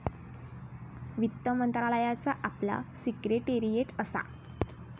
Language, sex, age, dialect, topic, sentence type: Marathi, female, 25-30, Southern Konkan, banking, statement